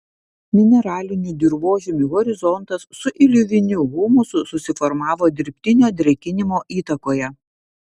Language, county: Lithuanian, Vilnius